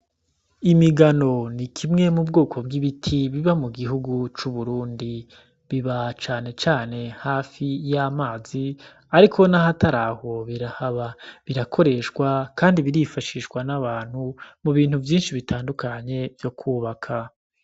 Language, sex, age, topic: Rundi, male, 25-35, agriculture